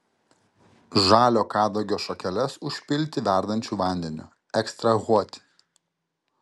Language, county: Lithuanian, Kaunas